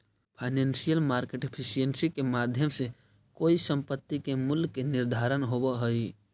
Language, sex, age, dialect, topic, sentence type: Magahi, male, 18-24, Central/Standard, banking, statement